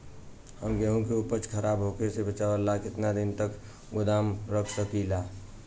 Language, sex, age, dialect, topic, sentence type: Bhojpuri, male, 18-24, Southern / Standard, agriculture, question